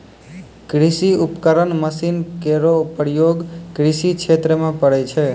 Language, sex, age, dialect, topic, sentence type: Maithili, male, 18-24, Angika, agriculture, statement